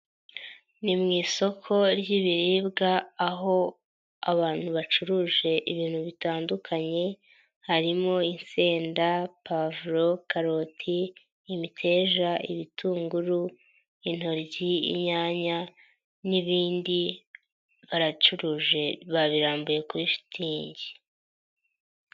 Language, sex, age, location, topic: Kinyarwanda, female, 18-24, Nyagatare, agriculture